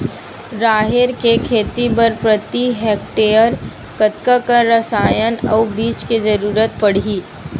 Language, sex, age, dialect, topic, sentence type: Chhattisgarhi, female, 51-55, Western/Budati/Khatahi, agriculture, question